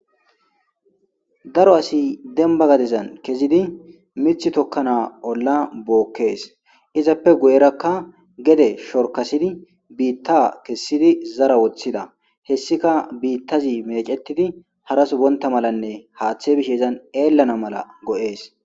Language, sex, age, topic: Gamo, male, 25-35, agriculture